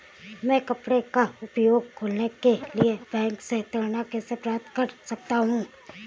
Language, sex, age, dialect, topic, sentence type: Hindi, female, 18-24, Awadhi Bundeli, banking, question